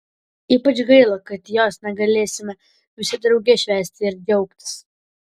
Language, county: Lithuanian, Vilnius